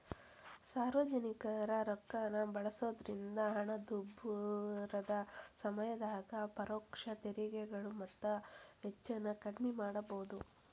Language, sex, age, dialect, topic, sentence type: Kannada, female, 41-45, Dharwad Kannada, banking, statement